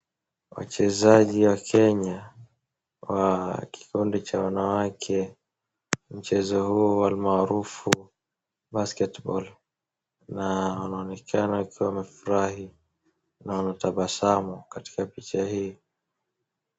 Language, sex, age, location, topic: Swahili, male, 18-24, Wajir, government